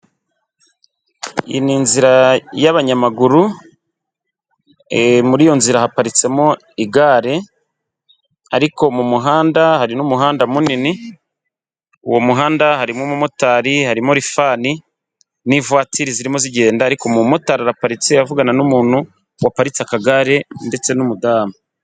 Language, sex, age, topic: Kinyarwanda, male, 25-35, government